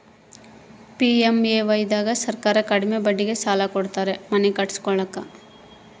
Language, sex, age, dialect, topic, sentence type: Kannada, female, 51-55, Central, banking, statement